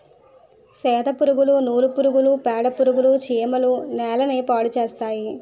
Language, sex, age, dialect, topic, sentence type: Telugu, female, 25-30, Utterandhra, agriculture, statement